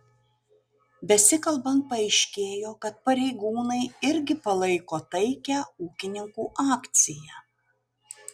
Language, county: Lithuanian, Utena